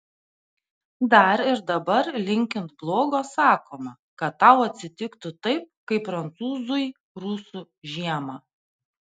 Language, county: Lithuanian, Panevėžys